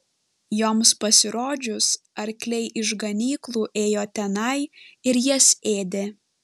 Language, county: Lithuanian, Panevėžys